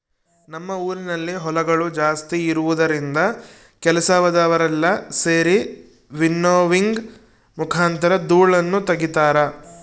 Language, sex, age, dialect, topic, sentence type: Kannada, male, 18-24, Central, agriculture, statement